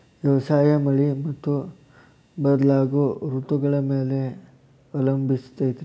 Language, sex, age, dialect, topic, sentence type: Kannada, male, 18-24, Dharwad Kannada, agriculture, statement